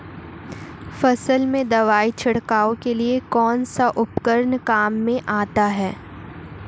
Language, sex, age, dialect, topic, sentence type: Hindi, female, 18-24, Marwari Dhudhari, agriculture, question